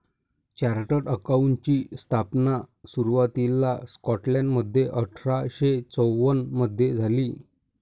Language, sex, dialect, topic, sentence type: Marathi, male, Varhadi, banking, statement